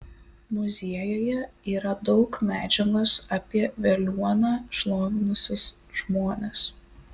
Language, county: Lithuanian, Alytus